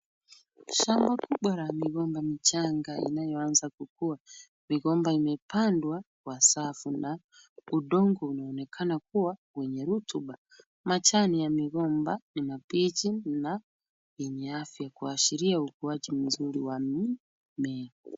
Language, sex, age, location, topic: Swahili, female, 36-49, Kisumu, agriculture